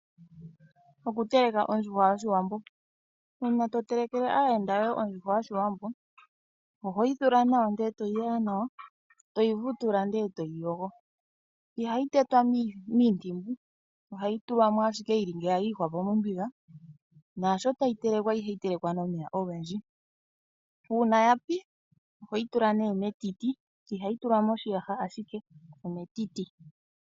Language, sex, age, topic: Oshiwambo, female, 25-35, agriculture